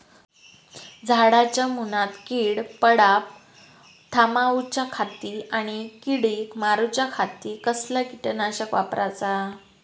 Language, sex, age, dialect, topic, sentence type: Marathi, female, 18-24, Southern Konkan, agriculture, question